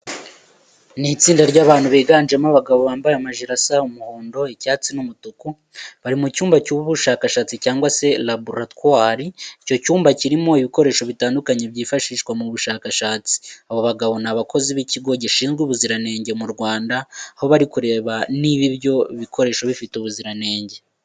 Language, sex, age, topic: Kinyarwanda, male, 18-24, education